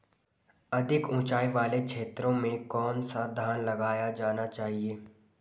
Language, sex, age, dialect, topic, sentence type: Hindi, male, 18-24, Garhwali, agriculture, question